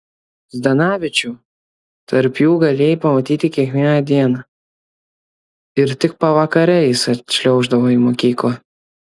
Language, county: Lithuanian, Kaunas